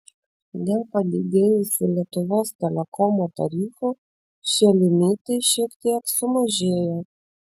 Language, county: Lithuanian, Vilnius